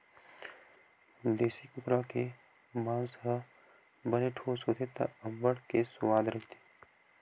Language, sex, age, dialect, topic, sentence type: Chhattisgarhi, male, 18-24, Western/Budati/Khatahi, agriculture, statement